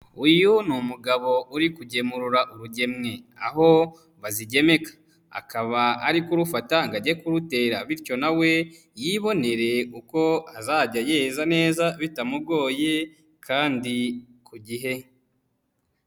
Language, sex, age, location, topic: Kinyarwanda, male, 18-24, Nyagatare, agriculture